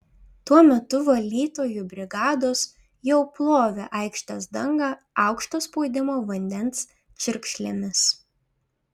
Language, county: Lithuanian, Šiauliai